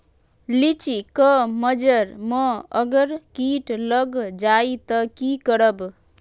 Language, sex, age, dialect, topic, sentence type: Magahi, female, 31-35, Western, agriculture, question